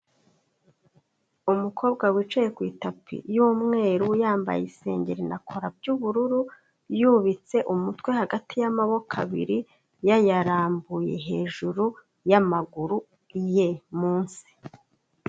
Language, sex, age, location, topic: Kinyarwanda, female, 36-49, Kigali, health